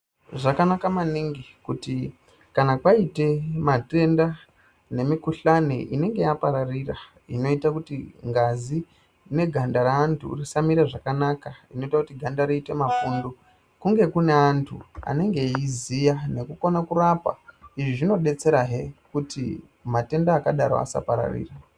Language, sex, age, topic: Ndau, male, 25-35, health